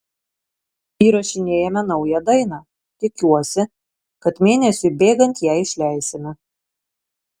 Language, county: Lithuanian, Marijampolė